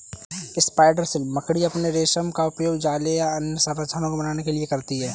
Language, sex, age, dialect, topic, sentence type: Hindi, male, 18-24, Kanauji Braj Bhasha, agriculture, statement